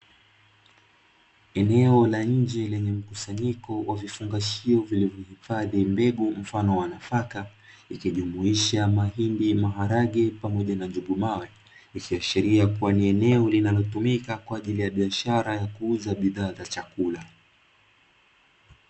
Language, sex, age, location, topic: Swahili, male, 18-24, Dar es Salaam, agriculture